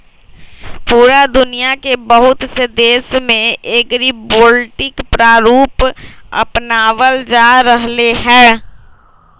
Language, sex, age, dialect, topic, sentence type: Magahi, male, 25-30, Western, agriculture, statement